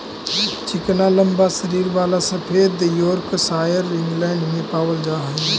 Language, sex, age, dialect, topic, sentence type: Magahi, male, 18-24, Central/Standard, agriculture, statement